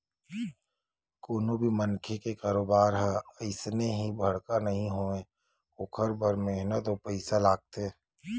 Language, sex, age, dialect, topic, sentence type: Chhattisgarhi, male, 31-35, Western/Budati/Khatahi, banking, statement